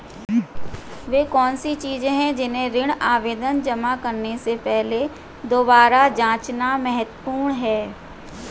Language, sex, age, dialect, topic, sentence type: Hindi, female, 41-45, Hindustani Malvi Khadi Boli, banking, question